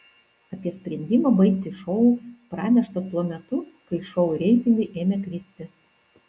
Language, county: Lithuanian, Vilnius